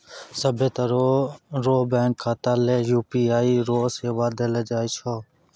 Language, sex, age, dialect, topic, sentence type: Maithili, male, 18-24, Angika, banking, statement